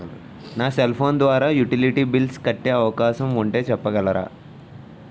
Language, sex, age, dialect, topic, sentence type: Telugu, male, 18-24, Utterandhra, banking, question